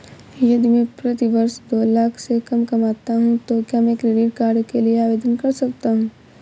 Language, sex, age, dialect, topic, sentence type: Hindi, female, 18-24, Awadhi Bundeli, banking, question